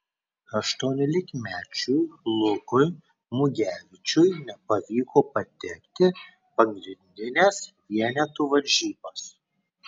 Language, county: Lithuanian, Kaunas